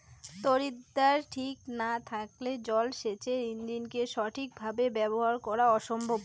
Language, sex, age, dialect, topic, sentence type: Bengali, female, 18-24, Rajbangshi, agriculture, question